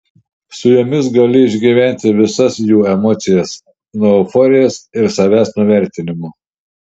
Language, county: Lithuanian, Šiauliai